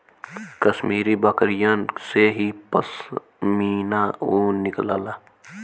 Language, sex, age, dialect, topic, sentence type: Bhojpuri, female, 18-24, Western, agriculture, statement